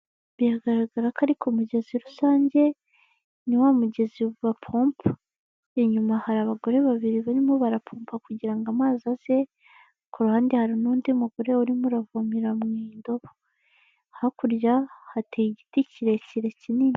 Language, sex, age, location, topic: Kinyarwanda, female, 25-35, Kigali, health